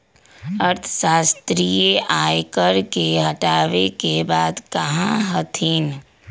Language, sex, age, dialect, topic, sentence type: Magahi, female, 25-30, Western, banking, statement